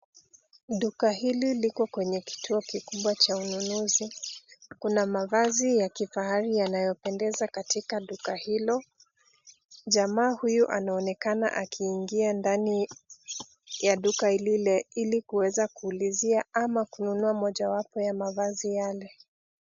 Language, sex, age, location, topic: Swahili, female, 36-49, Nairobi, finance